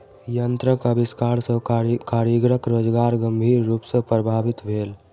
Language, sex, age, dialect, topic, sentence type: Maithili, male, 18-24, Southern/Standard, agriculture, statement